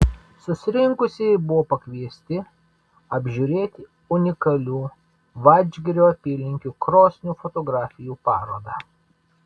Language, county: Lithuanian, Vilnius